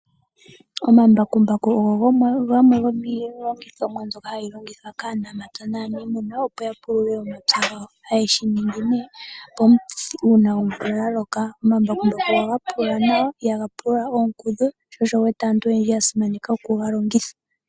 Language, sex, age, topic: Oshiwambo, female, 18-24, agriculture